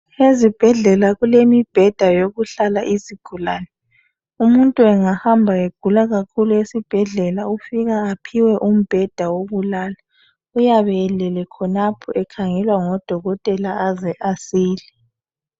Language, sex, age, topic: North Ndebele, female, 36-49, health